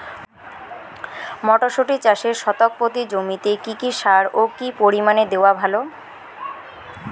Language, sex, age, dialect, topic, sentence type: Bengali, female, 18-24, Rajbangshi, agriculture, question